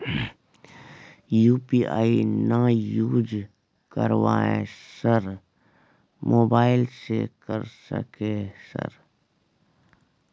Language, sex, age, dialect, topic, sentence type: Maithili, male, 36-40, Bajjika, banking, question